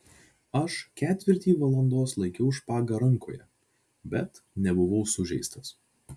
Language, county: Lithuanian, Vilnius